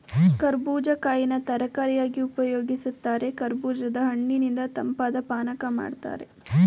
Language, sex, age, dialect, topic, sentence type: Kannada, female, 18-24, Mysore Kannada, agriculture, statement